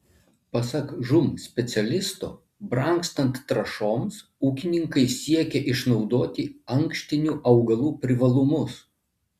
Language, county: Lithuanian, Vilnius